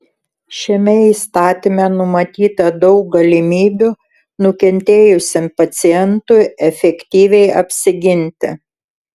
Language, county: Lithuanian, Šiauliai